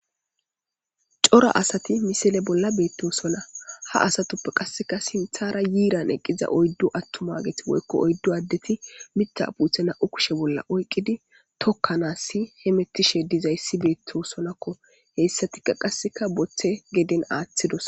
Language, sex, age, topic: Gamo, female, 18-24, agriculture